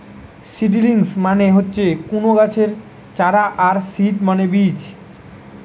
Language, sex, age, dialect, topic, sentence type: Bengali, male, 18-24, Western, agriculture, statement